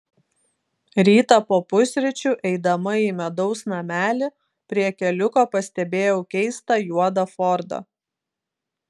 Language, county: Lithuanian, Klaipėda